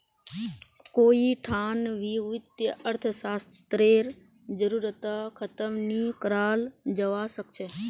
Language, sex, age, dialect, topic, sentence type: Magahi, female, 18-24, Northeastern/Surjapuri, banking, statement